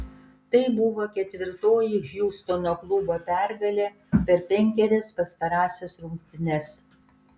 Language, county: Lithuanian, Kaunas